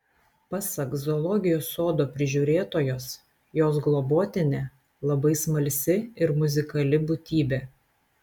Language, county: Lithuanian, Telšiai